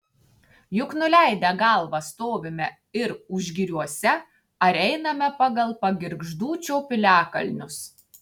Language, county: Lithuanian, Tauragė